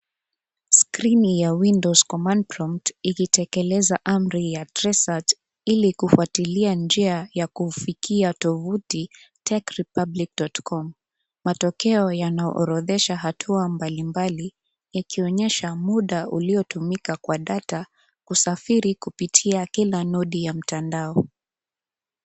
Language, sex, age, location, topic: Swahili, female, 25-35, Nairobi, education